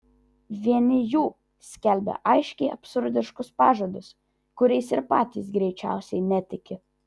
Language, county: Lithuanian, Vilnius